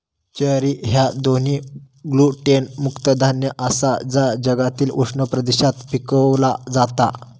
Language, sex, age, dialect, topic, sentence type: Marathi, male, 18-24, Southern Konkan, agriculture, statement